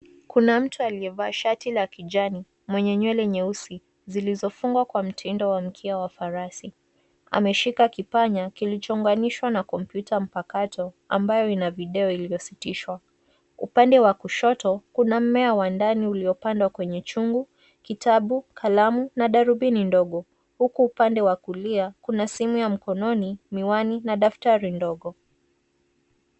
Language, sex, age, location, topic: Swahili, female, 18-24, Nairobi, education